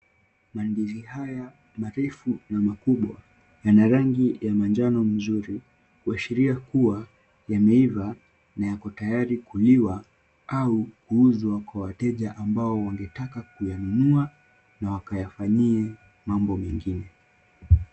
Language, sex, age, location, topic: Swahili, male, 18-24, Kisumu, agriculture